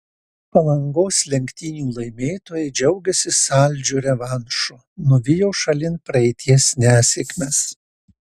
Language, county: Lithuanian, Marijampolė